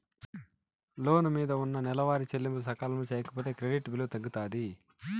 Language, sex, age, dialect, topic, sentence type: Telugu, male, 41-45, Southern, banking, statement